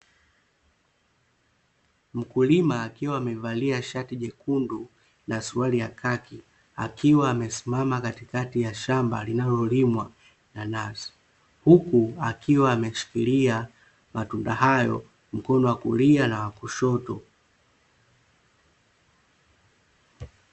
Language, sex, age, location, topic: Swahili, male, 25-35, Dar es Salaam, agriculture